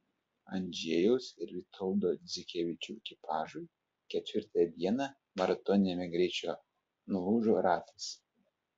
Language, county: Lithuanian, Telšiai